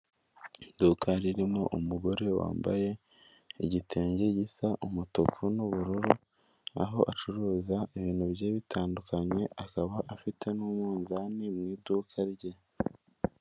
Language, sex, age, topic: Kinyarwanda, male, 18-24, finance